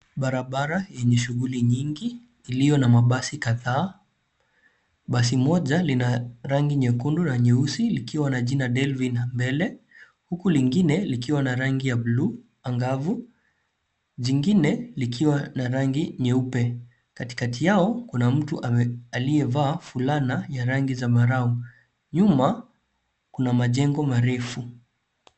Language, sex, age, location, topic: Swahili, male, 25-35, Nairobi, government